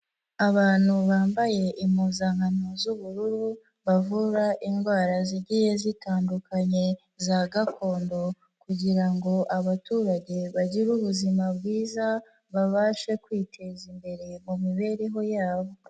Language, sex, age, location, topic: Kinyarwanda, female, 18-24, Nyagatare, health